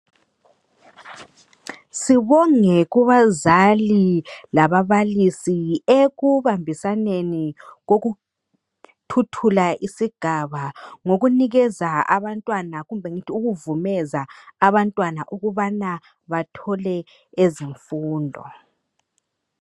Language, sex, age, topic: North Ndebele, male, 50+, education